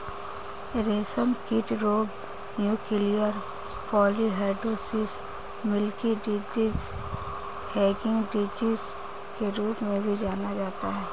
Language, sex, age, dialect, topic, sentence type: Hindi, female, 18-24, Marwari Dhudhari, agriculture, statement